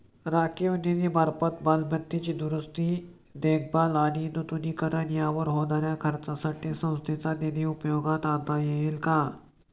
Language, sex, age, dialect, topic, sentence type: Marathi, male, 25-30, Standard Marathi, banking, question